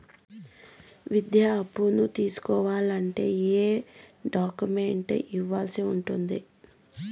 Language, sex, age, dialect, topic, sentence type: Telugu, female, 31-35, Southern, banking, question